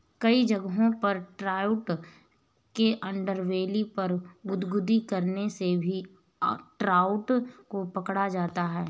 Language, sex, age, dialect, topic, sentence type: Hindi, female, 31-35, Awadhi Bundeli, agriculture, statement